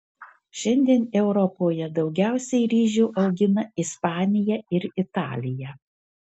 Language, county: Lithuanian, Marijampolė